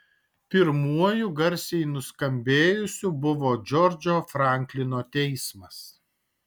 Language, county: Lithuanian, Alytus